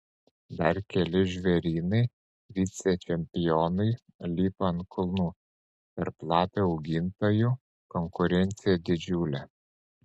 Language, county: Lithuanian, Panevėžys